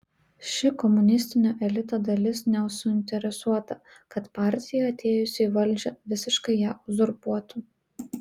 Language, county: Lithuanian, Vilnius